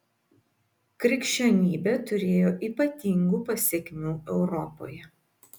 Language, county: Lithuanian, Vilnius